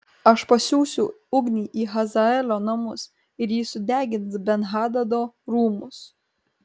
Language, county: Lithuanian, Kaunas